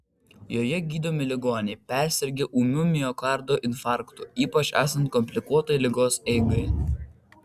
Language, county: Lithuanian, Vilnius